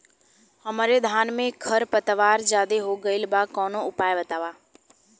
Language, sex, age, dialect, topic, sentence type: Bhojpuri, female, 18-24, Western, agriculture, question